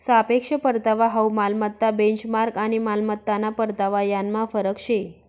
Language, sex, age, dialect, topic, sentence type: Marathi, female, 25-30, Northern Konkan, banking, statement